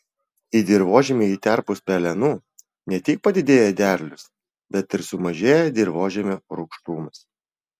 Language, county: Lithuanian, Vilnius